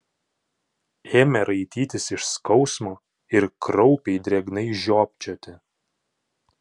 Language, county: Lithuanian, Panevėžys